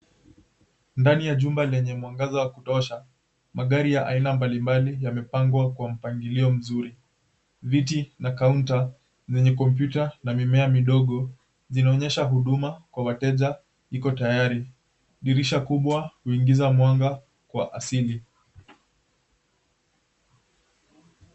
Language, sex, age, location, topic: Swahili, male, 18-24, Mombasa, finance